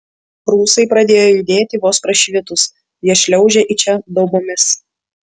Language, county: Lithuanian, Vilnius